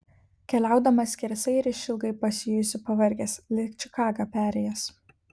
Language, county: Lithuanian, Kaunas